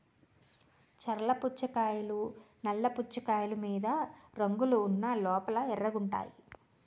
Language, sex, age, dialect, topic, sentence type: Telugu, female, 36-40, Utterandhra, agriculture, statement